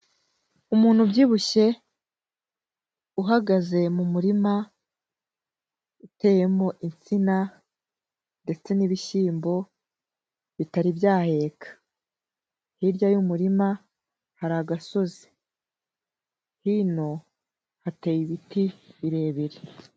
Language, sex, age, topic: Kinyarwanda, female, 18-24, agriculture